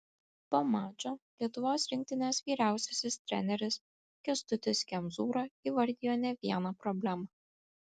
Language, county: Lithuanian, Kaunas